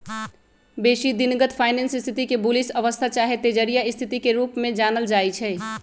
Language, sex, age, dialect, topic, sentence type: Magahi, female, 25-30, Western, banking, statement